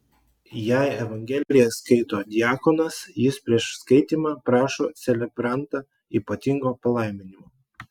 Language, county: Lithuanian, Klaipėda